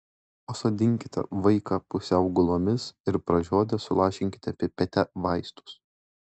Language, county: Lithuanian, Klaipėda